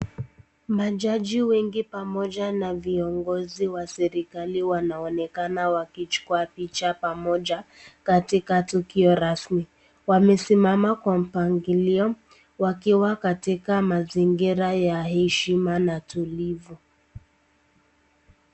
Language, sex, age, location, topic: Swahili, female, 18-24, Nakuru, government